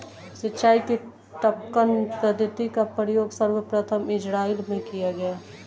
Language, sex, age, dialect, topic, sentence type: Hindi, female, 18-24, Kanauji Braj Bhasha, agriculture, statement